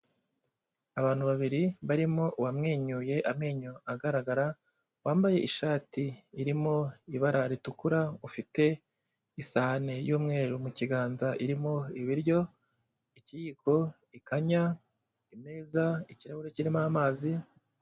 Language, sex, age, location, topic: Kinyarwanda, male, 25-35, Kigali, health